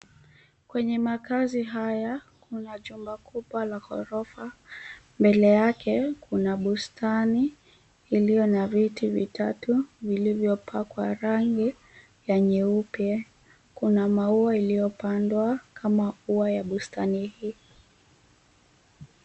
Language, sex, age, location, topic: Swahili, female, 18-24, Nairobi, finance